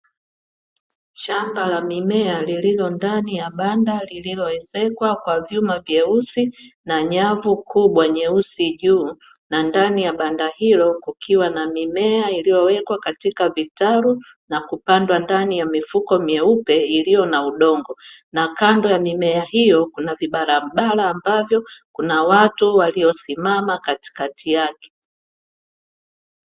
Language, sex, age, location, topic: Swahili, female, 36-49, Dar es Salaam, agriculture